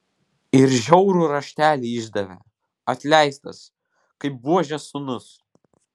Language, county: Lithuanian, Vilnius